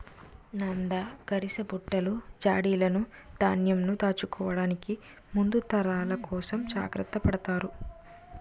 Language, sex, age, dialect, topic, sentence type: Telugu, female, 46-50, Utterandhra, agriculture, statement